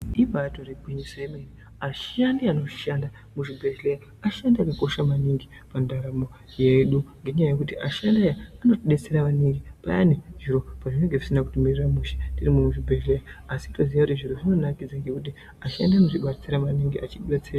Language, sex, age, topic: Ndau, female, 18-24, health